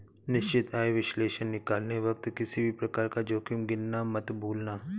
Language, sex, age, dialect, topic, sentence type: Hindi, male, 31-35, Awadhi Bundeli, banking, statement